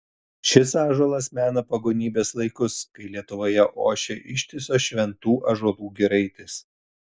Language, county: Lithuanian, Telšiai